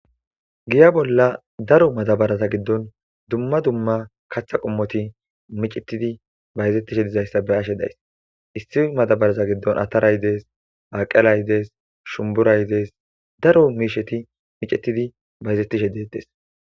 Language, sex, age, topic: Gamo, male, 25-35, agriculture